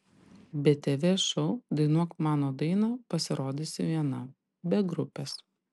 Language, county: Lithuanian, Panevėžys